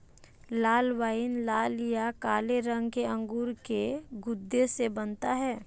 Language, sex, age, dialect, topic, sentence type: Hindi, female, 18-24, Marwari Dhudhari, agriculture, statement